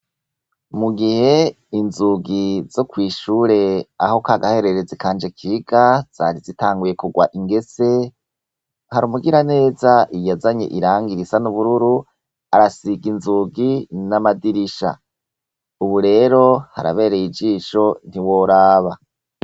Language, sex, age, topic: Rundi, male, 36-49, education